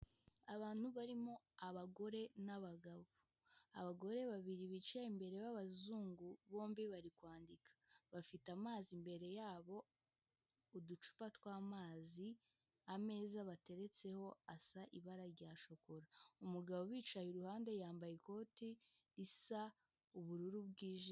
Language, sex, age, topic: Kinyarwanda, female, 18-24, government